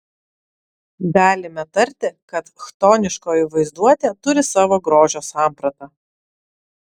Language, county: Lithuanian, Vilnius